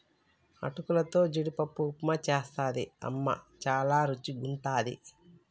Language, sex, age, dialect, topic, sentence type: Telugu, female, 36-40, Telangana, agriculture, statement